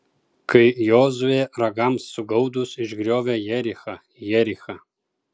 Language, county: Lithuanian, Kaunas